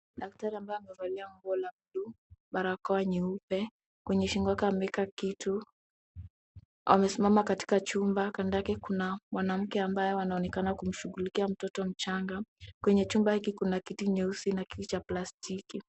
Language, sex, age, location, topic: Swahili, female, 18-24, Kisumu, health